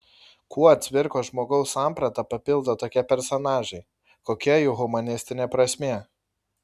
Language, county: Lithuanian, Kaunas